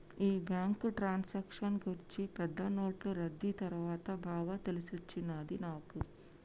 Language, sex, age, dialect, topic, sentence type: Telugu, female, 60-100, Telangana, banking, statement